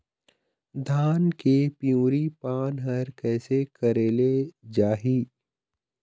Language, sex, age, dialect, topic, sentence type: Chhattisgarhi, male, 31-35, Eastern, agriculture, question